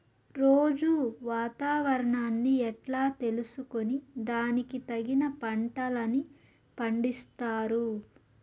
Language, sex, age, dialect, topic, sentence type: Telugu, male, 36-40, Southern, agriculture, question